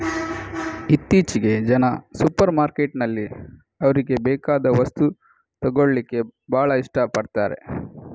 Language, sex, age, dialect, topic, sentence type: Kannada, male, 31-35, Coastal/Dakshin, agriculture, statement